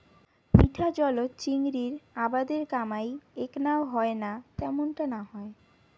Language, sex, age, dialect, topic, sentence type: Bengali, female, 18-24, Rajbangshi, agriculture, statement